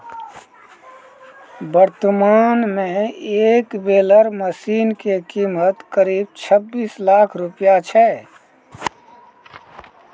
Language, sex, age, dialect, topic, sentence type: Maithili, male, 56-60, Angika, agriculture, statement